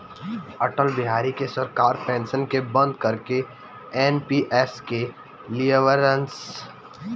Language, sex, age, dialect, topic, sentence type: Bhojpuri, male, 18-24, Northern, banking, statement